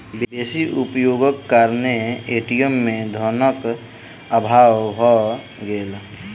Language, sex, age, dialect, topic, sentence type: Maithili, male, 18-24, Southern/Standard, banking, statement